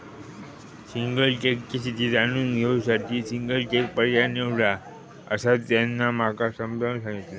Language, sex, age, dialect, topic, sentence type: Marathi, male, 25-30, Southern Konkan, banking, statement